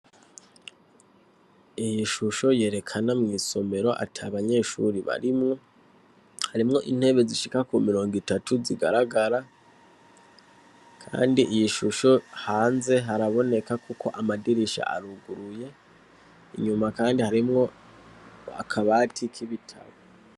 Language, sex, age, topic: Rundi, male, 18-24, education